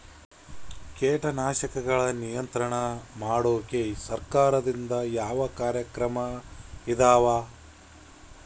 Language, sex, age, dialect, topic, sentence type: Kannada, male, 25-30, Central, agriculture, question